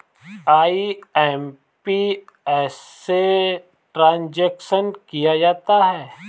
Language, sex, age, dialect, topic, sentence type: Hindi, male, 25-30, Kanauji Braj Bhasha, banking, statement